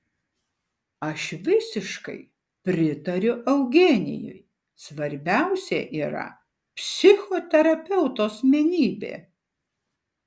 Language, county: Lithuanian, Šiauliai